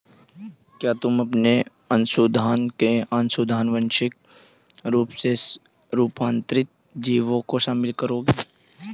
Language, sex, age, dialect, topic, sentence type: Hindi, male, 18-24, Hindustani Malvi Khadi Boli, agriculture, statement